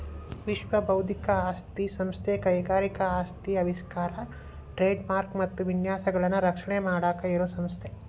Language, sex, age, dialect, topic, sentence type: Kannada, male, 31-35, Dharwad Kannada, banking, statement